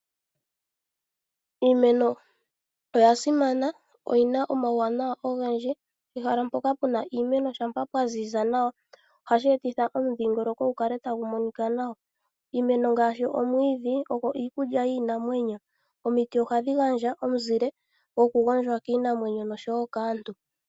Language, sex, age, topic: Oshiwambo, female, 25-35, agriculture